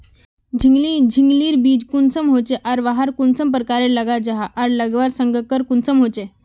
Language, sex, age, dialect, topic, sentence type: Magahi, female, 41-45, Northeastern/Surjapuri, agriculture, question